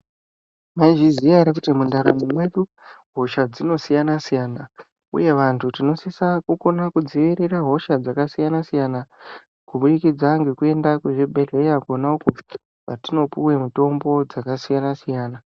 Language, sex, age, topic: Ndau, male, 25-35, health